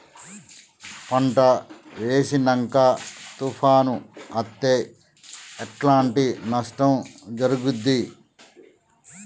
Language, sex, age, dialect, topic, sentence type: Telugu, male, 46-50, Telangana, agriculture, question